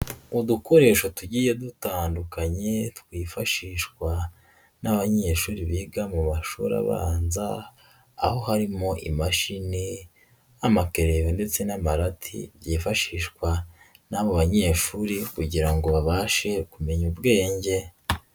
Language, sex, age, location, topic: Kinyarwanda, female, 18-24, Nyagatare, education